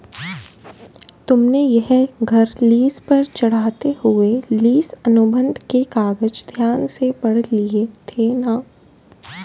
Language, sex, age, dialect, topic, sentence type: Hindi, female, 18-24, Hindustani Malvi Khadi Boli, banking, statement